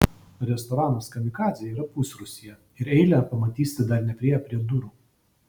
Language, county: Lithuanian, Vilnius